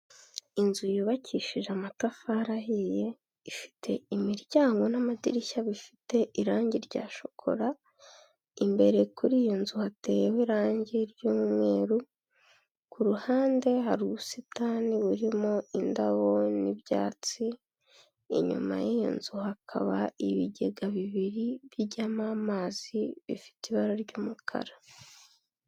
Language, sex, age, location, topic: Kinyarwanda, female, 18-24, Kigali, health